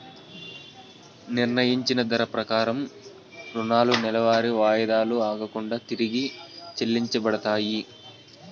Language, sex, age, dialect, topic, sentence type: Telugu, male, 18-24, Southern, banking, statement